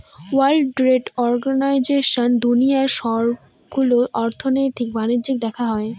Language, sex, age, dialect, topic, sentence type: Bengali, female, 18-24, Northern/Varendri, banking, statement